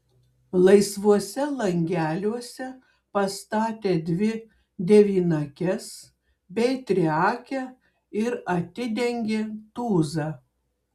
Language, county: Lithuanian, Klaipėda